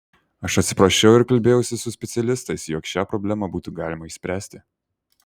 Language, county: Lithuanian, Kaunas